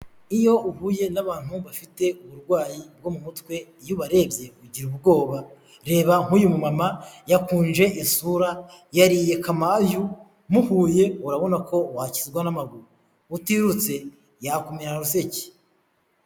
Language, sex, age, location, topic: Kinyarwanda, male, 25-35, Huye, health